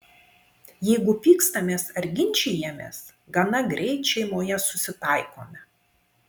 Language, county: Lithuanian, Vilnius